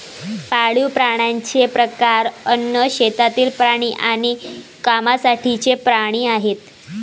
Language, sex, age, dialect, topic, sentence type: Marathi, female, 18-24, Varhadi, agriculture, statement